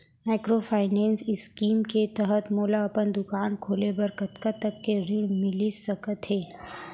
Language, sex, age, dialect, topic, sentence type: Chhattisgarhi, female, 25-30, Central, banking, question